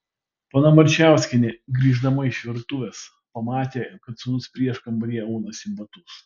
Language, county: Lithuanian, Vilnius